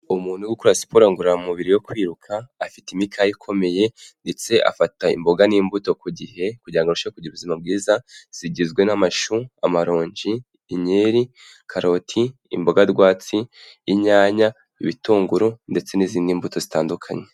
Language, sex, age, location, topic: Kinyarwanda, male, 18-24, Kigali, health